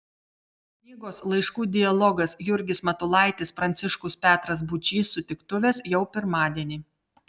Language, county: Lithuanian, Telšiai